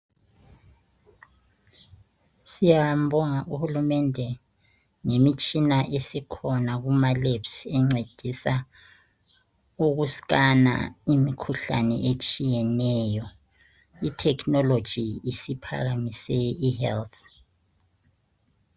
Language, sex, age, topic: North Ndebele, female, 36-49, health